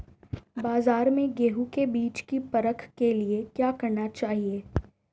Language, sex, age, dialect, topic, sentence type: Hindi, female, 18-24, Marwari Dhudhari, agriculture, question